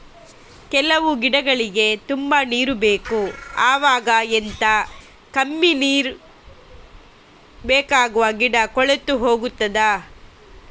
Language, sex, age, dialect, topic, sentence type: Kannada, female, 36-40, Coastal/Dakshin, agriculture, question